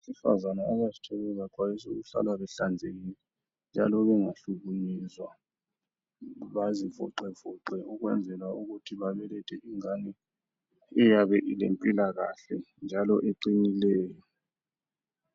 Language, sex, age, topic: North Ndebele, male, 36-49, health